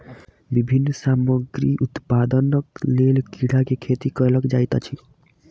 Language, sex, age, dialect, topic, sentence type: Maithili, male, 18-24, Southern/Standard, agriculture, statement